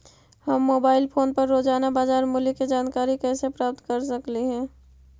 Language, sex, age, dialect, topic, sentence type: Magahi, female, 56-60, Central/Standard, agriculture, question